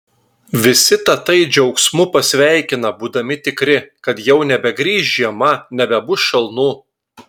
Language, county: Lithuanian, Telšiai